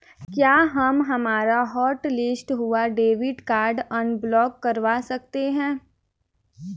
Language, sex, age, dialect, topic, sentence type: Hindi, female, 18-24, Kanauji Braj Bhasha, banking, statement